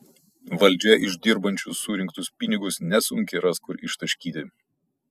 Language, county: Lithuanian, Kaunas